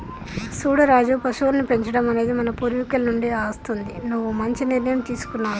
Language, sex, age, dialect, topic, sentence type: Telugu, female, 46-50, Telangana, agriculture, statement